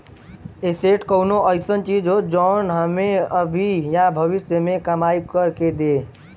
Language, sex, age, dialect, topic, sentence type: Bhojpuri, male, 18-24, Western, banking, statement